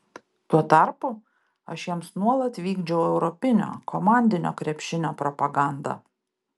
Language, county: Lithuanian, Kaunas